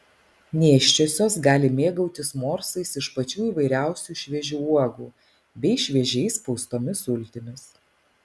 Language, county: Lithuanian, Alytus